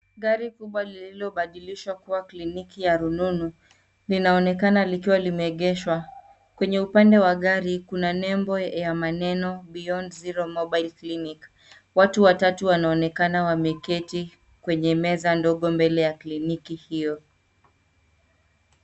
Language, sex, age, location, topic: Swahili, female, 25-35, Nairobi, health